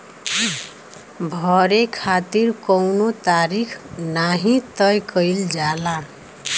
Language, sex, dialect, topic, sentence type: Bhojpuri, female, Western, banking, statement